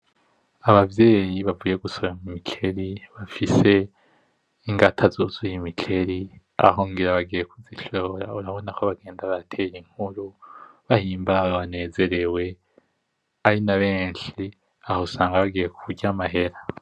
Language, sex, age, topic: Rundi, male, 18-24, agriculture